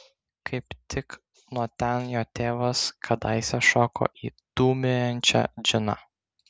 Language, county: Lithuanian, Vilnius